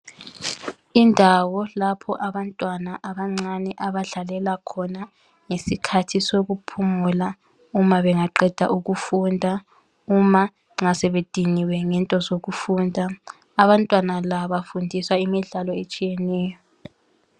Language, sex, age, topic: North Ndebele, female, 18-24, education